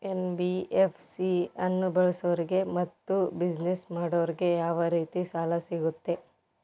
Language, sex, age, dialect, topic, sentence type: Kannada, female, 18-24, Central, banking, question